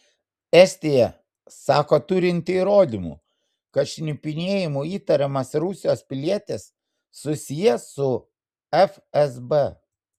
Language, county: Lithuanian, Vilnius